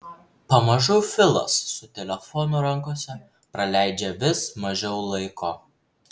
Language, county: Lithuanian, Vilnius